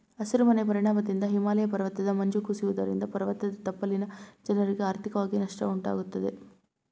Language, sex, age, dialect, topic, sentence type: Kannada, female, 25-30, Mysore Kannada, agriculture, statement